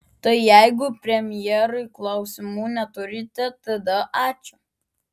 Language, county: Lithuanian, Klaipėda